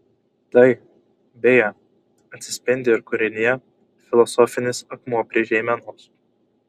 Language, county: Lithuanian, Kaunas